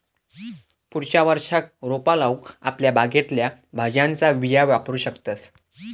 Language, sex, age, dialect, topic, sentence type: Marathi, male, 18-24, Southern Konkan, agriculture, statement